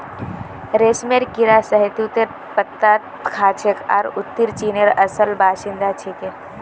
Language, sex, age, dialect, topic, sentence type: Magahi, female, 18-24, Northeastern/Surjapuri, agriculture, statement